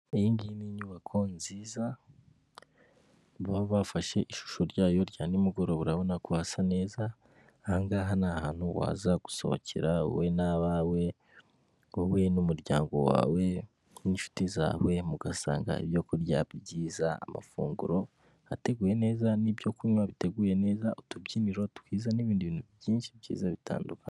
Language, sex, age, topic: Kinyarwanda, female, 18-24, finance